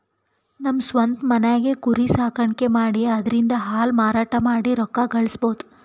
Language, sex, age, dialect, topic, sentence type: Kannada, female, 18-24, Northeastern, agriculture, statement